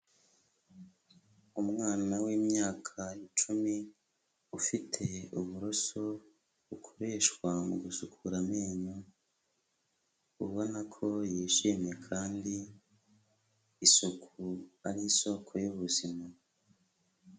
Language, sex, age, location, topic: Kinyarwanda, male, 25-35, Huye, health